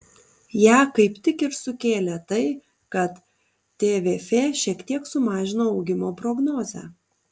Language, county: Lithuanian, Kaunas